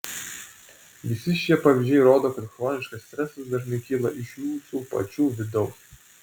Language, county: Lithuanian, Vilnius